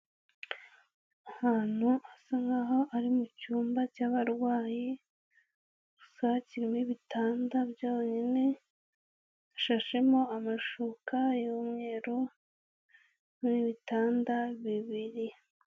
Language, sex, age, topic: Kinyarwanda, female, 18-24, health